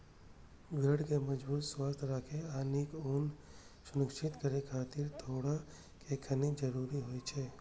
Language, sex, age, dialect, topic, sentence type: Maithili, male, 31-35, Eastern / Thethi, agriculture, statement